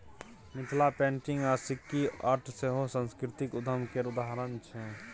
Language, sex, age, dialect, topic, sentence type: Maithili, male, 25-30, Bajjika, banking, statement